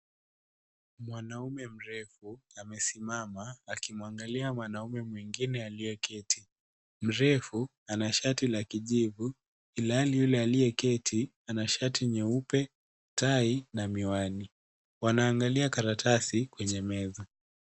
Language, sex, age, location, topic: Swahili, male, 18-24, Kisii, government